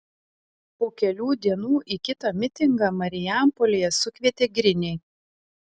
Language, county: Lithuanian, Telšiai